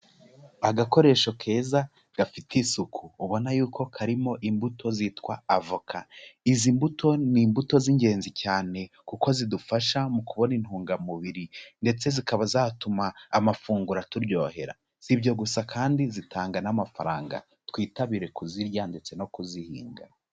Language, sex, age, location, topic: Kinyarwanda, male, 18-24, Kigali, agriculture